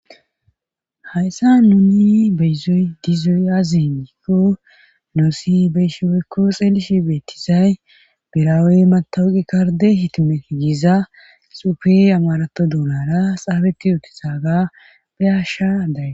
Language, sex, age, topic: Gamo, female, 18-24, government